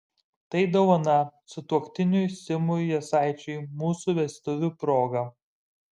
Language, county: Lithuanian, Šiauliai